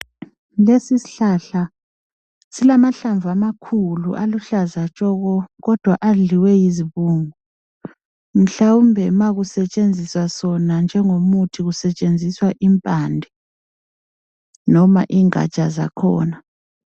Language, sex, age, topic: North Ndebele, female, 25-35, health